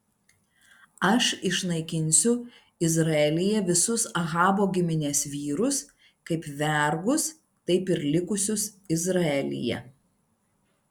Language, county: Lithuanian, Klaipėda